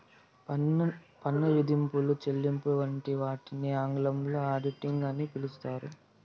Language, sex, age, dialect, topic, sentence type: Telugu, male, 18-24, Southern, banking, statement